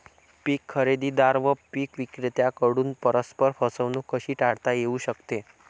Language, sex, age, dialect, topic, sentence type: Marathi, male, 18-24, Northern Konkan, agriculture, question